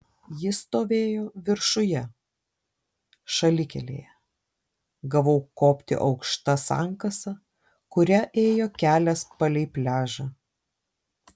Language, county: Lithuanian, Šiauliai